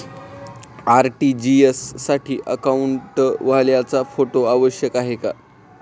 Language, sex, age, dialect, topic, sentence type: Marathi, male, 18-24, Standard Marathi, banking, question